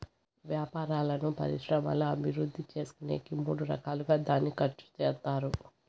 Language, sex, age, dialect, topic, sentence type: Telugu, male, 25-30, Southern, banking, statement